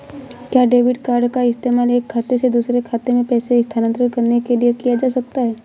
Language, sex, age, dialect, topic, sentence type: Hindi, female, 18-24, Awadhi Bundeli, banking, question